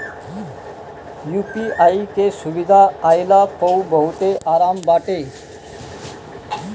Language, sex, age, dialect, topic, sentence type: Bhojpuri, male, 18-24, Northern, banking, statement